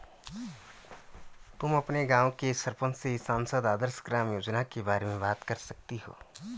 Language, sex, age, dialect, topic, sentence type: Hindi, male, 31-35, Garhwali, banking, statement